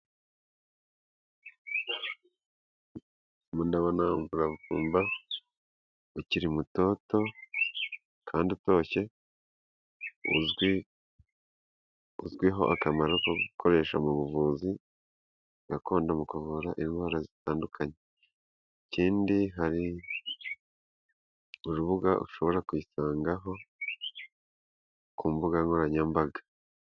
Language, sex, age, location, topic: Kinyarwanda, male, 25-35, Kigali, health